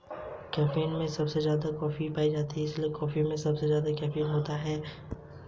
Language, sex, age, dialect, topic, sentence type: Hindi, male, 18-24, Hindustani Malvi Khadi Boli, banking, statement